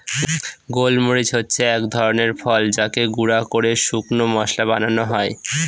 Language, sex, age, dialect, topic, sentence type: Bengali, male, 18-24, Northern/Varendri, agriculture, statement